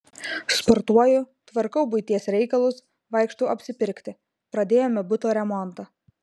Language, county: Lithuanian, Marijampolė